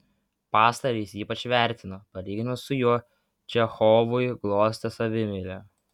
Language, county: Lithuanian, Vilnius